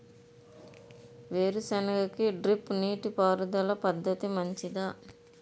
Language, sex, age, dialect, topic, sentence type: Telugu, female, 41-45, Utterandhra, agriculture, question